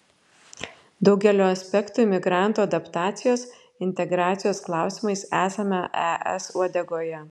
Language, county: Lithuanian, Klaipėda